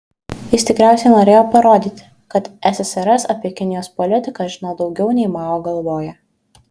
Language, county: Lithuanian, Šiauliai